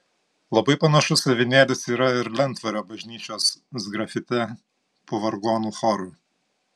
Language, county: Lithuanian, Panevėžys